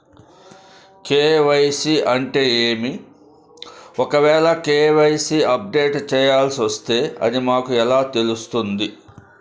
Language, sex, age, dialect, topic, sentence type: Telugu, male, 56-60, Southern, banking, question